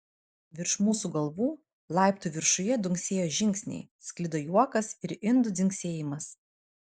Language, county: Lithuanian, Vilnius